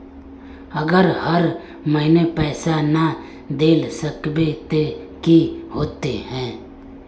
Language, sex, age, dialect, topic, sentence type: Magahi, male, 18-24, Northeastern/Surjapuri, banking, question